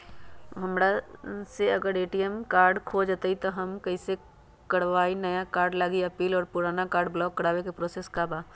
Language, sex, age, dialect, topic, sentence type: Magahi, female, 31-35, Western, banking, question